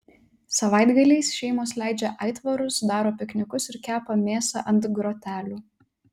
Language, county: Lithuanian, Telšiai